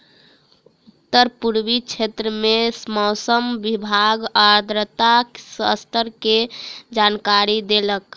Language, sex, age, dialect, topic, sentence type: Maithili, female, 18-24, Southern/Standard, agriculture, statement